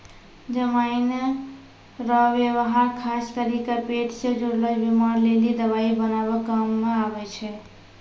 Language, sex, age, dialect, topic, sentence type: Maithili, female, 18-24, Angika, agriculture, statement